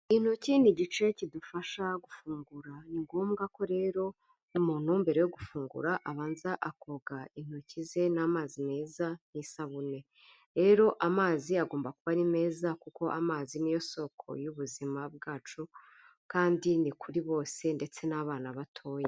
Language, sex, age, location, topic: Kinyarwanda, female, 25-35, Kigali, health